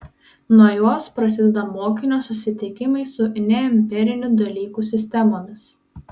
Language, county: Lithuanian, Panevėžys